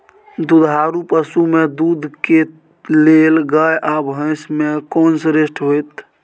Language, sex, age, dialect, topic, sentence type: Maithili, male, 18-24, Bajjika, agriculture, question